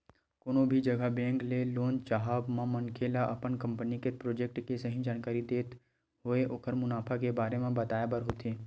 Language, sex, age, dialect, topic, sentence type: Chhattisgarhi, male, 18-24, Western/Budati/Khatahi, banking, statement